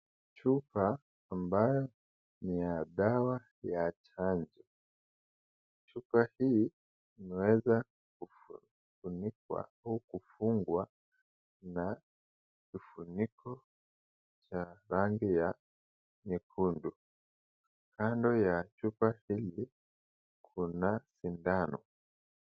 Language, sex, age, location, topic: Swahili, male, 18-24, Nakuru, health